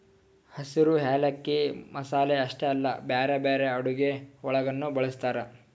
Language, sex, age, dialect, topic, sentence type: Kannada, male, 18-24, Northeastern, agriculture, statement